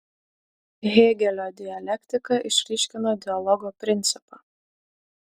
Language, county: Lithuanian, Utena